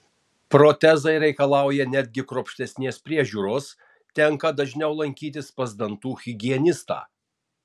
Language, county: Lithuanian, Tauragė